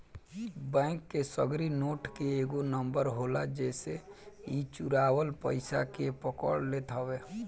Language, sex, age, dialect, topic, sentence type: Bhojpuri, male, 18-24, Northern, banking, statement